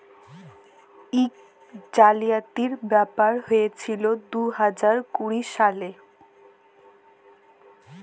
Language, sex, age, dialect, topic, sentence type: Bengali, female, 18-24, Jharkhandi, banking, statement